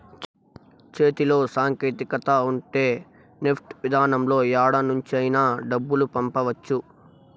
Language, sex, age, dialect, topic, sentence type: Telugu, male, 41-45, Southern, banking, statement